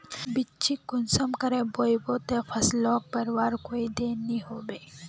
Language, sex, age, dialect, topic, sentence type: Magahi, female, 18-24, Northeastern/Surjapuri, agriculture, question